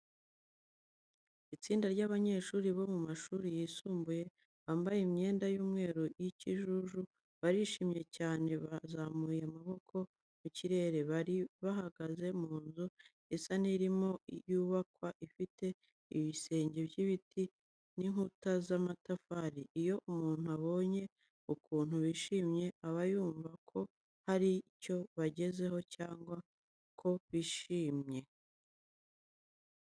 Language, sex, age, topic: Kinyarwanda, female, 25-35, education